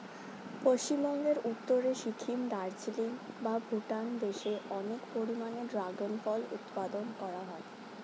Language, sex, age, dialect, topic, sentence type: Bengali, female, 18-24, Standard Colloquial, agriculture, statement